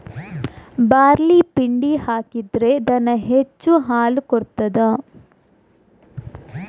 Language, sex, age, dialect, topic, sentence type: Kannada, female, 46-50, Coastal/Dakshin, agriculture, question